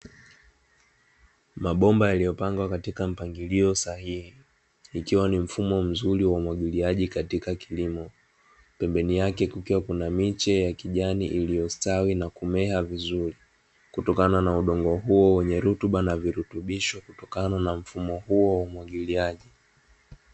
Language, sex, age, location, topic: Swahili, male, 18-24, Dar es Salaam, agriculture